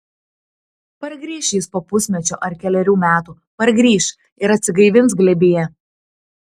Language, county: Lithuanian, Tauragė